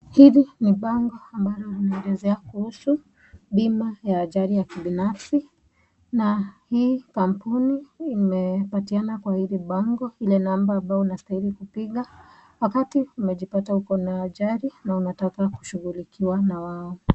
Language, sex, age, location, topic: Swahili, female, 25-35, Nakuru, finance